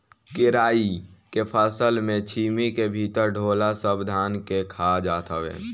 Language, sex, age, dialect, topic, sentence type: Bhojpuri, male, <18, Northern, agriculture, statement